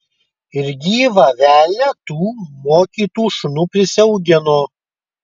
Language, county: Lithuanian, Kaunas